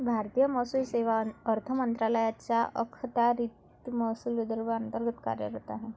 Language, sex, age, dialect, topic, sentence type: Marathi, female, 18-24, Varhadi, banking, statement